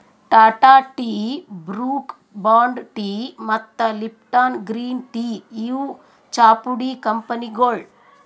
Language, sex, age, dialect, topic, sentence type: Kannada, female, 60-100, Northeastern, agriculture, statement